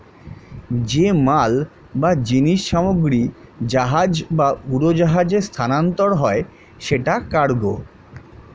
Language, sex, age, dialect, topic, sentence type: Bengali, male, 31-35, Standard Colloquial, banking, statement